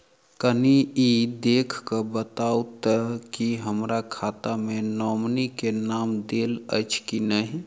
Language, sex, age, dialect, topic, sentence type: Maithili, male, 36-40, Southern/Standard, banking, question